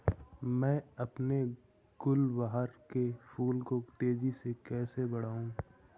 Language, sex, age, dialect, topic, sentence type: Hindi, male, 18-24, Awadhi Bundeli, agriculture, question